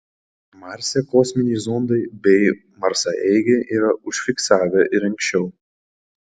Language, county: Lithuanian, Panevėžys